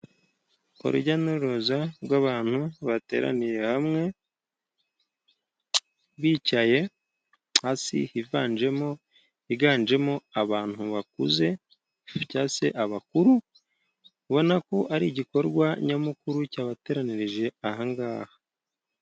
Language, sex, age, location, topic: Kinyarwanda, male, 25-35, Musanze, government